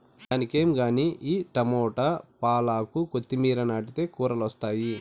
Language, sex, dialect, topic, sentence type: Telugu, male, Southern, agriculture, statement